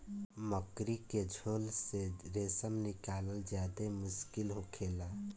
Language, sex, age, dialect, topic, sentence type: Bhojpuri, male, 25-30, Southern / Standard, agriculture, statement